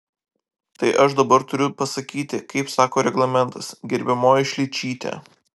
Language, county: Lithuanian, Vilnius